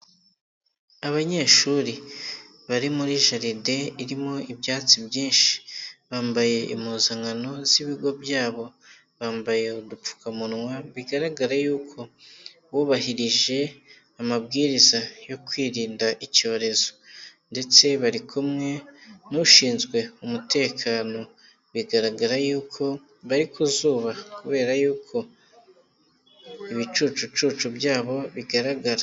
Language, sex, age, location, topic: Kinyarwanda, male, 18-24, Nyagatare, education